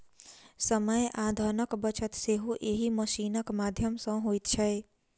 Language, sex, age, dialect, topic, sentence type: Maithili, female, 51-55, Southern/Standard, agriculture, statement